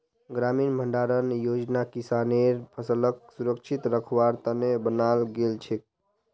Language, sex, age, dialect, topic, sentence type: Magahi, male, 41-45, Northeastern/Surjapuri, agriculture, statement